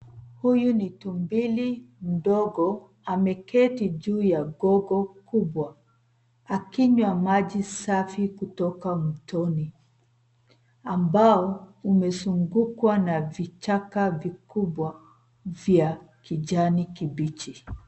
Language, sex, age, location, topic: Swahili, female, 36-49, Nairobi, government